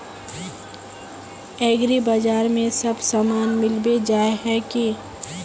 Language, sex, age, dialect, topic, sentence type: Magahi, female, 18-24, Northeastern/Surjapuri, agriculture, question